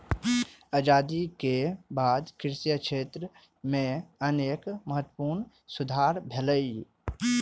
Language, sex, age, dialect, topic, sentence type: Maithili, male, 25-30, Eastern / Thethi, agriculture, statement